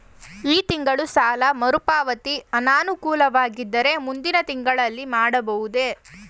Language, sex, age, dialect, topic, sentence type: Kannada, female, 18-24, Mysore Kannada, banking, question